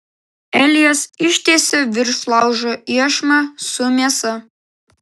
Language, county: Lithuanian, Klaipėda